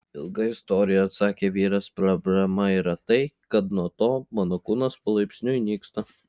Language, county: Lithuanian, Klaipėda